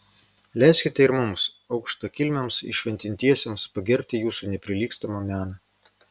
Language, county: Lithuanian, Vilnius